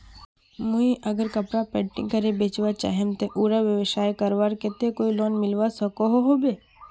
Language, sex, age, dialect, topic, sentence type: Magahi, female, 36-40, Northeastern/Surjapuri, banking, question